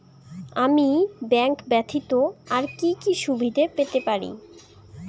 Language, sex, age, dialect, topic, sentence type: Bengali, female, 18-24, Rajbangshi, banking, question